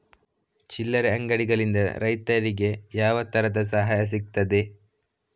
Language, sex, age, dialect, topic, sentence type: Kannada, male, 18-24, Coastal/Dakshin, agriculture, question